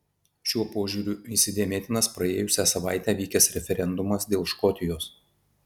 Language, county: Lithuanian, Marijampolė